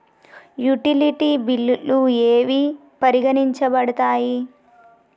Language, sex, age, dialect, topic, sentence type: Telugu, female, 18-24, Telangana, banking, question